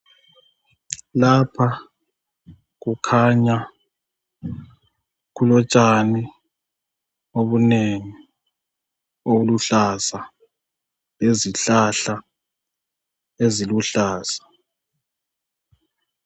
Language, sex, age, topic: North Ndebele, male, 18-24, education